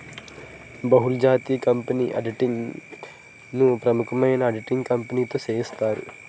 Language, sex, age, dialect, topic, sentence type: Telugu, male, 18-24, Utterandhra, banking, statement